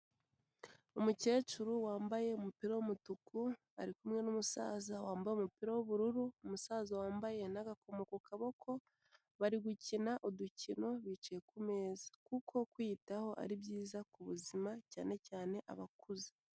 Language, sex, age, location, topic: Kinyarwanda, female, 18-24, Kigali, health